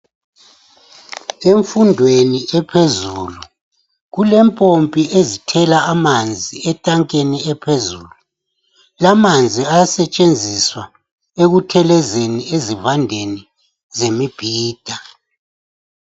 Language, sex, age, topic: North Ndebele, male, 50+, education